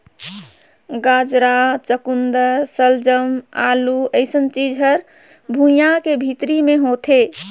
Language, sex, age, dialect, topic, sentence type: Chhattisgarhi, female, 31-35, Northern/Bhandar, agriculture, statement